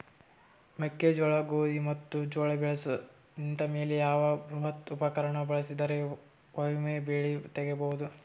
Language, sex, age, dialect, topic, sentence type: Kannada, male, 18-24, Northeastern, agriculture, question